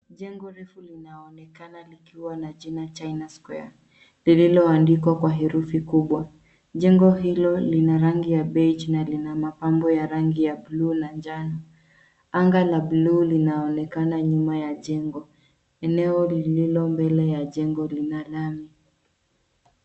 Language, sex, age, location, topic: Swahili, female, 25-35, Nairobi, finance